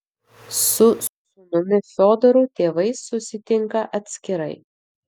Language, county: Lithuanian, Vilnius